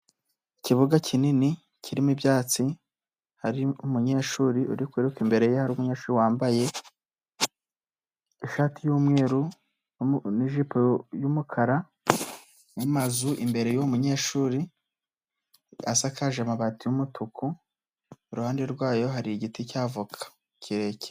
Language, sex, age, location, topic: Kinyarwanda, male, 18-24, Nyagatare, education